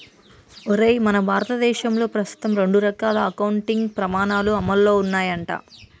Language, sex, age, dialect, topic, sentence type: Telugu, male, 31-35, Telangana, banking, statement